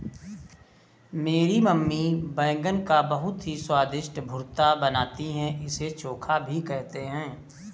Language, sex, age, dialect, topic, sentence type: Hindi, male, 36-40, Kanauji Braj Bhasha, agriculture, statement